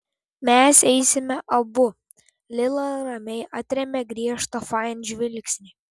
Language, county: Lithuanian, Klaipėda